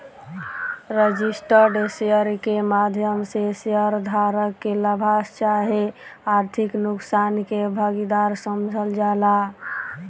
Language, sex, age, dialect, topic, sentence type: Bhojpuri, female, 18-24, Southern / Standard, banking, statement